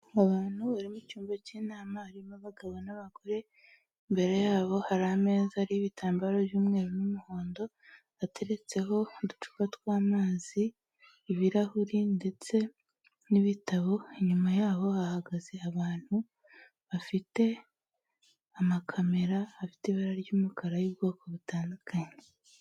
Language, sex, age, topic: Kinyarwanda, female, 18-24, government